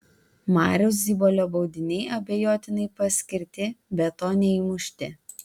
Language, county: Lithuanian, Vilnius